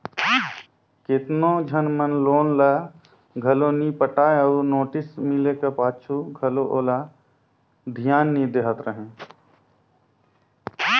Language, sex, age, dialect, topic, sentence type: Chhattisgarhi, male, 25-30, Northern/Bhandar, banking, statement